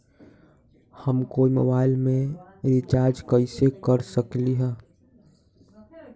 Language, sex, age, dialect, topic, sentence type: Magahi, male, 18-24, Western, banking, question